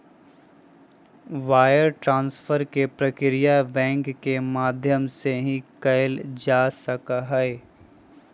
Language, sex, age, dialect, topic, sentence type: Magahi, male, 25-30, Western, banking, statement